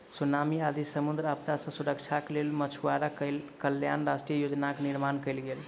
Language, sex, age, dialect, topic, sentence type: Maithili, male, 25-30, Southern/Standard, agriculture, statement